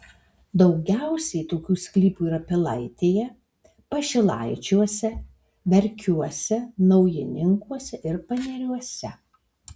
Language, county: Lithuanian, Alytus